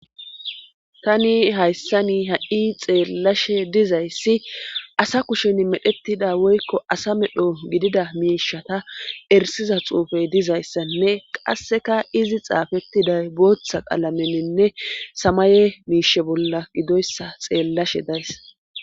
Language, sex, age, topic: Gamo, female, 25-35, government